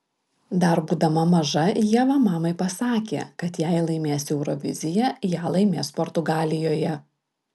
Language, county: Lithuanian, Vilnius